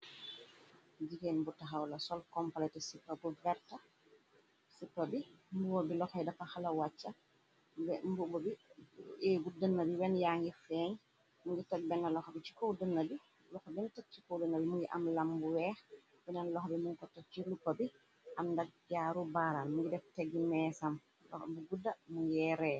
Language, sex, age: Wolof, female, 36-49